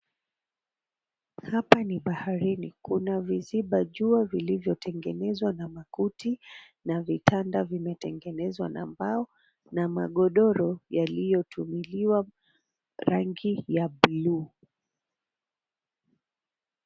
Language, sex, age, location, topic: Swahili, female, 36-49, Mombasa, government